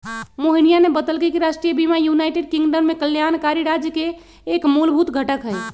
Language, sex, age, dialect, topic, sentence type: Magahi, female, 56-60, Western, banking, statement